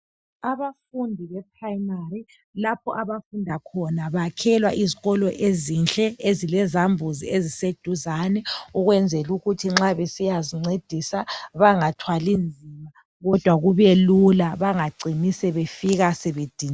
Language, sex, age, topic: North Ndebele, male, 25-35, education